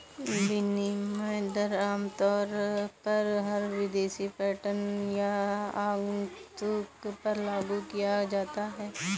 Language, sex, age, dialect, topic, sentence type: Hindi, female, 25-30, Kanauji Braj Bhasha, banking, statement